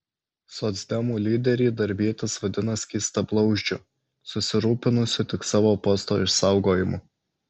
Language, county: Lithuanian, Alytus